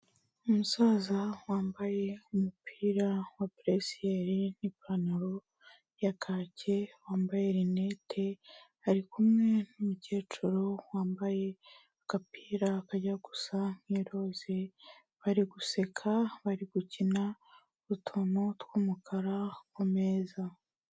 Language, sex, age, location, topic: Kinyarwanda, female, 25-35, Kigali, health